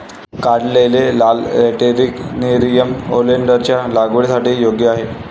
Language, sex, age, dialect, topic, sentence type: Marathi, male, 18-24, Varhadi, agriculture, statement